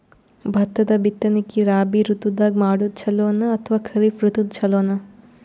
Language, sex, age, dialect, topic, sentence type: Kannada, female, 18-24, Northeastern, agriculture, question